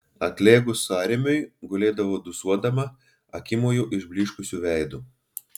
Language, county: Lithuanian, Telšiai